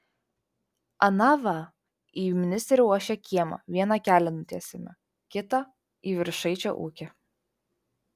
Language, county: Lithuanian, Vilnius